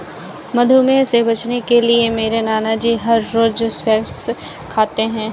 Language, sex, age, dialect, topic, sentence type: Hindi, female, 18-24, Kanauji Braj Bhasha, agriculture, statement